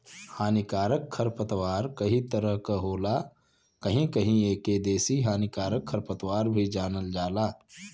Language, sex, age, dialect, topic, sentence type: Bhojpuri, male, 25-30, Western, agriculture, statement